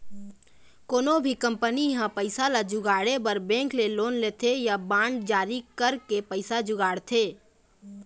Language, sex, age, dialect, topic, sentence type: Chhattisgarhi, female, 18-24, Eastern, banking, statement